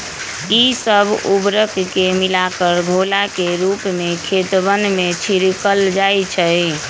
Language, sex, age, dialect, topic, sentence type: Magahi, female, 25-30, Western, agriculture, statement